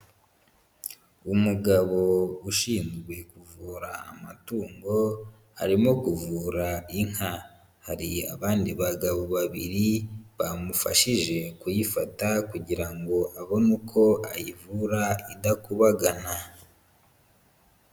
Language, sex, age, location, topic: Kinyarwanda, male, 25-35, Huye, agriculture